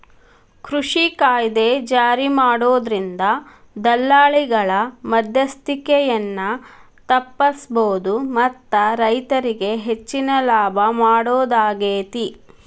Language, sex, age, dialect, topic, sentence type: Kannada, female, 36-40, Dharwad Kannada, agriculture, statement